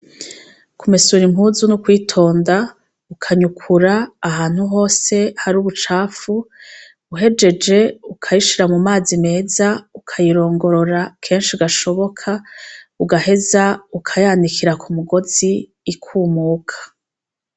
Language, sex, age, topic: Rundi, female, 36-49, education